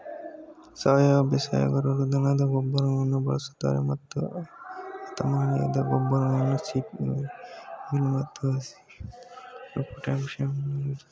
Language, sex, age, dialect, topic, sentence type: Kannada, male, 18-24, Mysore Kannada, agriculture, statement